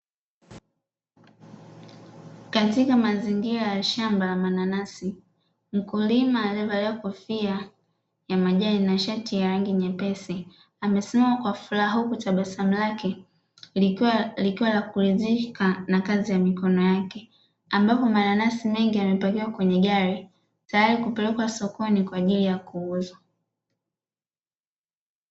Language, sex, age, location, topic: Swahili, female, 25-35, Dar es Salaam, agriculture